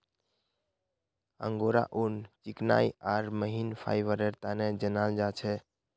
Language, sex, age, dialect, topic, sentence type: Magahi, male, 25-30, Northeastern/Surjapuri, agriculture, statement